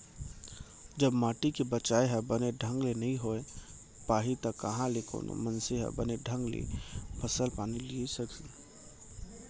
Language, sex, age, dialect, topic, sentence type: Chhattisgarhi, male, 25-30, Central, agriculture, statement